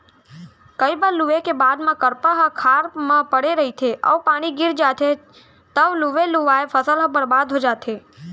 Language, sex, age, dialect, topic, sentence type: Chhattisgarhi, male, 46-50, Central, agriculture, statement